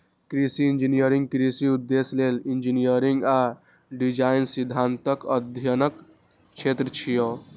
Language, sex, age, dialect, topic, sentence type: Maithili, male, 18-24, Eastern / Thethi, agriculture, statement